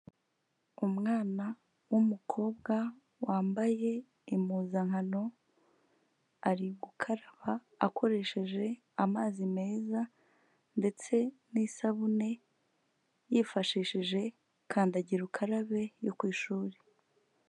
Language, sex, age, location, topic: Kinyarwanda, female, 25-35, Kigali, health